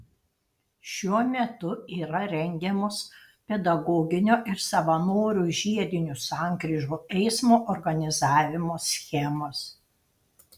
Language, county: Lithuanian, Panevėžys